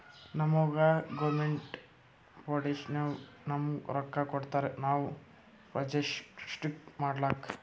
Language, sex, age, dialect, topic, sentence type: Kannada, male, 18-24, Northeastern, banking, statement